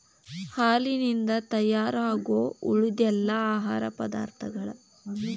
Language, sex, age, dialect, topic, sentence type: Kannada, male, 18-24, Dharwad Kannada, agriculture, statement